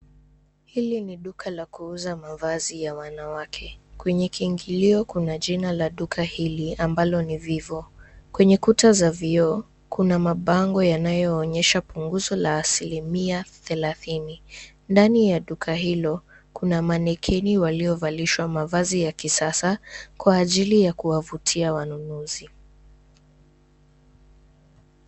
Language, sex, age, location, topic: Swahili, female, 18-24, Nairobi, finance